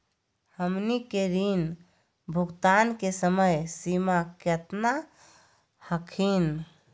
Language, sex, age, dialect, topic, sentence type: Magahi, female, 51-55, Southern, banking, question